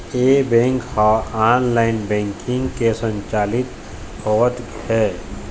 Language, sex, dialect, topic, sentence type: Chhattisgarhi, male, Eastern, banking, statement